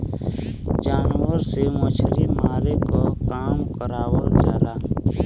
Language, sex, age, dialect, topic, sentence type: Bhojpuri, male, 18-24, Western, agriculture, statement